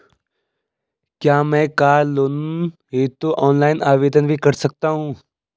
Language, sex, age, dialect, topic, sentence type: Hindi, male, 18-24, Garhwali, banking, question